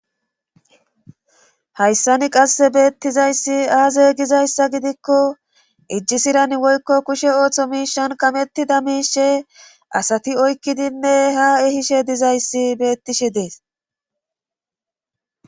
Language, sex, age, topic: Gamo, female, 36-49, government